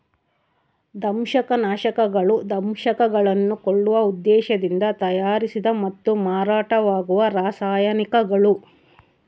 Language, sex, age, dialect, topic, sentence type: Kannada, female, 56-60, Central, agriculture, statement